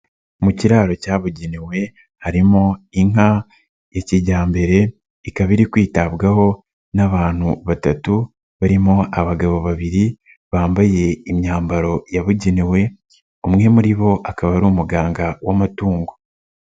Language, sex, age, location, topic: Kinyarwanda, male, 18-24, Nyagatare, agriculture